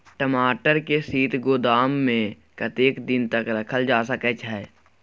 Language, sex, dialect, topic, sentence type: Maithili, male, Bajjika, agriculture, question